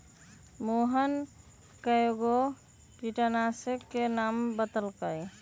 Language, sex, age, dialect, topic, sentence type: Magahi, male, 18-24, Western, agriculture, statement